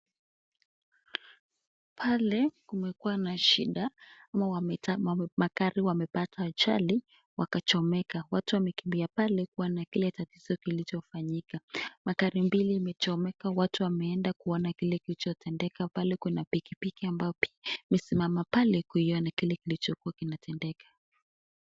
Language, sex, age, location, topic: Swahili, female, 18-24, Nakuru, finance